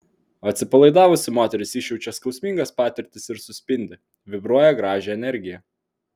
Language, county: Lithuanian, Vilnius